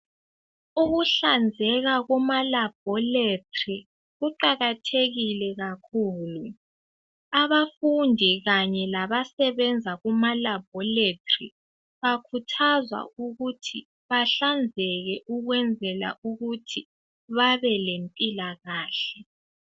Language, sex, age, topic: North Ndebele, female, 18-24, health